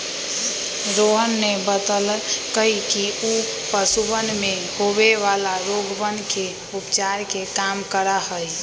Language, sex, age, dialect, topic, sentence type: Magahi, female, 18-24, Western, agriculture, statement